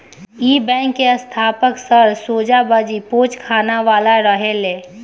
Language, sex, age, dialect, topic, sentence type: Bhojpuri, female, 18-24, Northern, banking, statement